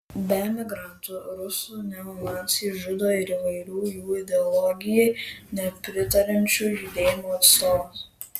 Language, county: Lithuanian, Kaunas